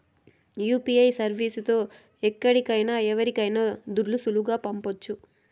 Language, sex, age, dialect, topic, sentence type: Telugu, female, 18-24, Southern, banking, statement